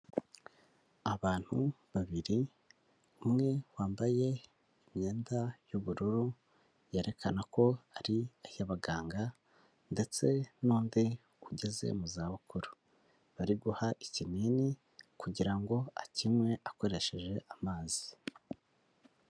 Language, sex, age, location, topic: Kinyarwanda, male, 18-24, Huye, health